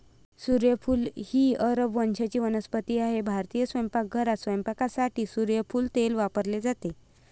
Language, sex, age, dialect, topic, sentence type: Marathi, female, 25-30, Varhadi, agriculture, statement